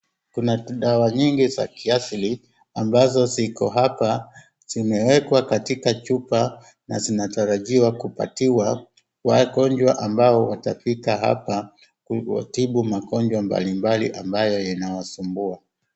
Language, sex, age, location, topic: Swahili, male, 36-49, Wajir, health